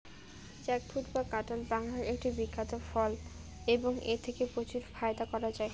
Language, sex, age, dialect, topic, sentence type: Bengali, female, 25-30, Rajbangshi, agriculture, question